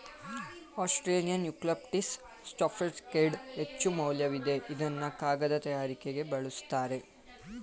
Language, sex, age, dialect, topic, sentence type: Kannada, male, 18-24, Mysore Kannada, agriculture, statement